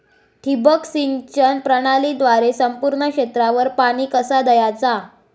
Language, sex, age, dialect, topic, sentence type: Marathi, female, 18-24, Southern Konkan, agriculture, question